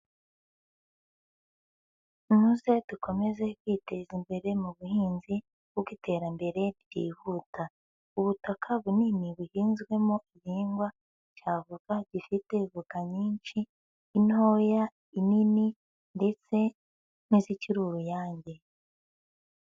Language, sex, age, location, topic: Kinyarwanda, female, 18-24, Huye, agriculture